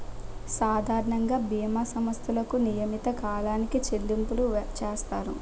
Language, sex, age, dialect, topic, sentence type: Telugu, female, 60-100, Utterandhra, banking, statement